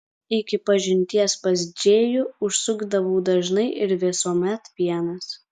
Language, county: Lithuanian, Kaunas